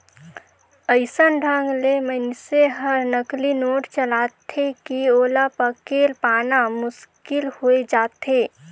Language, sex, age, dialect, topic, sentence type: Chhattisgarhi, female, 18-24, Northern/Bhandar, banking, statement